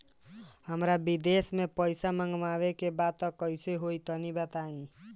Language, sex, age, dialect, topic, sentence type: Bhojpuri, male, 18-24, Southern / Standard, banking, question